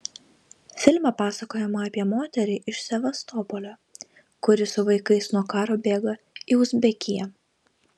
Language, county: Lithuanian, Vilnius